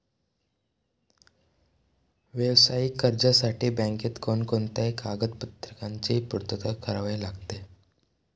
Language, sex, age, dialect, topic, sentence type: Marathi, male, <18, Standard Marathi, banking, question